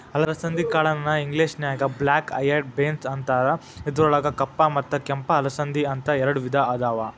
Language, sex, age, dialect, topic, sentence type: Kannada, male, 18-24, Dharwad Kannada, agriculture, statement